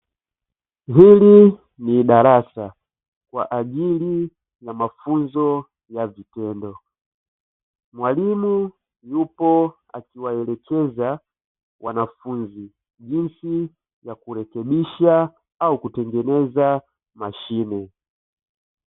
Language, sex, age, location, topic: Swahili, male, 25-35, Dar es Salaam, education